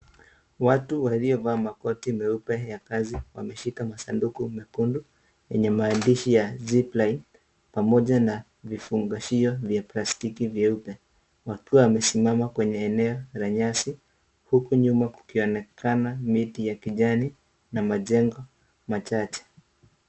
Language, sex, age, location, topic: Swahili, male, 25-35, Kisii, health